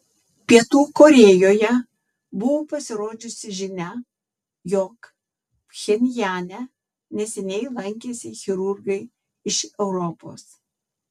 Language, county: Lithuanian, Tauragė